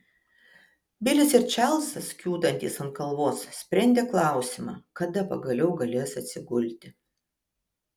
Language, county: Lithuanian, Kaunas